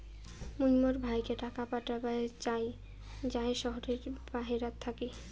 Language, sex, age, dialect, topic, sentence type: Bengali, female, 18-24, Rajbangshi, banking, statement